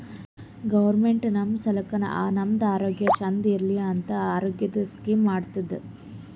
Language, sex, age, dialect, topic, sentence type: Kannada, female, 18-24, Northeastern, banking, statement